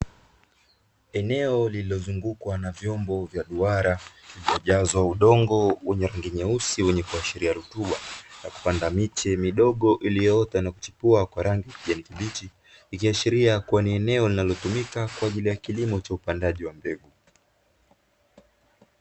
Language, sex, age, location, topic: Swahili, male, 25-35, Dar es Salaam, agriculture